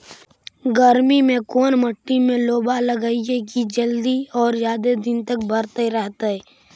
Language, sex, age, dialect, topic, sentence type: Magahi, male, 51-55, Central/Standard, agriculture, question